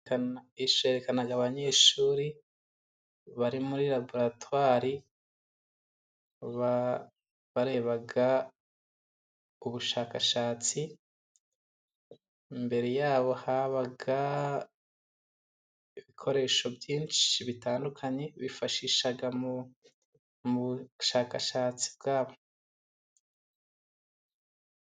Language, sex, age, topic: Kinyarwanda, male, 25-35, education